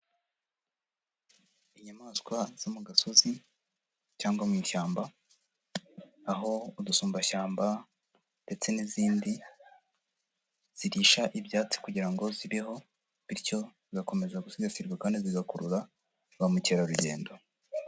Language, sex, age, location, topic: Kinyarwanda, female, 25-35, Huye, agriculture